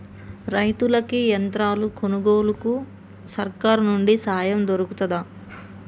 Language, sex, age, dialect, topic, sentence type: Telugu, male, 31-35, Telangana, agriculture, question